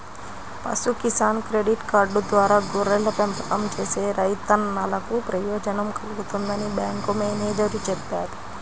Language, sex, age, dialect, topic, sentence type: Telugu, female, 25-30, Central/Coastal, agriculture, statement